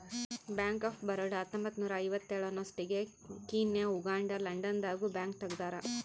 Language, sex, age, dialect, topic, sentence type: Kannada, female, 25-30, Central, banking, statement